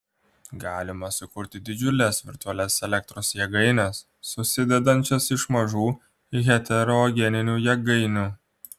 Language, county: Lithuanian, Klaipėda